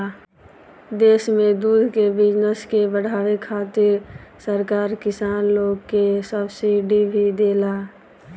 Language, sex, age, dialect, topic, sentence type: Bhojpuri, female, 18-24, Southern / Standard, agriculture, statement